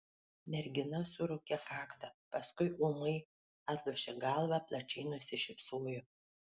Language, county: Lithuanian, Panevėžys